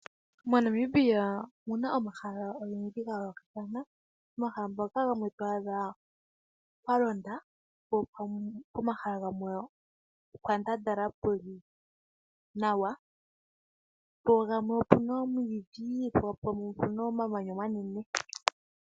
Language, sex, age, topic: Oshiwambo, female, 18-24, agriculture